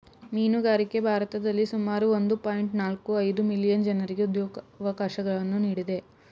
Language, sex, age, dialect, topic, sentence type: Kannada, male, 36-40, Mysore Kannada, agriculture, statement